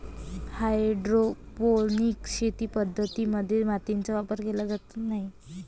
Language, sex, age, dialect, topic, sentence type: Marathi, female, 25-30, Varhadi, agriculture, statement